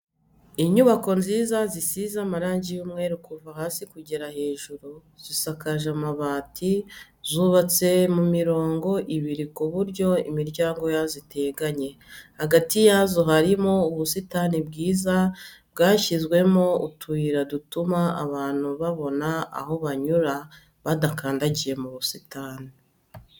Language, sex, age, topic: Kinyarwanda, female, 36-49, education